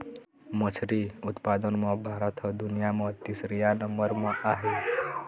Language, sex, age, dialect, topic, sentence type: Chhattisgarhi, male, 18-24, Eastern, agriculture, statement